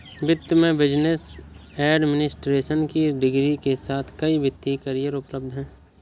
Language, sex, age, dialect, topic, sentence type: Hindi, male, 18-24, Awadhi Bundeli, banking, statement